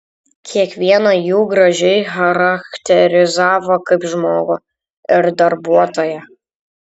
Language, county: Lithuanian, Kaunas